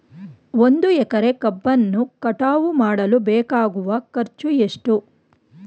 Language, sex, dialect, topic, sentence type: Kannada, female, Mysore Kannada, agriculture, question